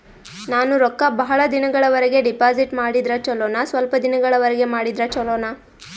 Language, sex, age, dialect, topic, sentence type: Kannada, female, 18-24, Northeastern, banking, question